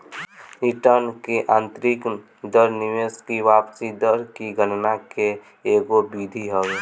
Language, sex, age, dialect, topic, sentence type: Bhojpuri, male, <18, Northern, banking, statement